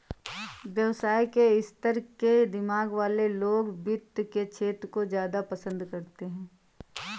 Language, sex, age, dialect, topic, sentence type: Hindi, female, 25-30, Awadhi Bundeli, banking, statement